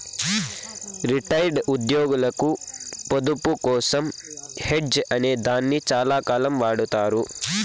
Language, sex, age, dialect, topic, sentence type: Telugu, male, 18-24, Southern, banking, statement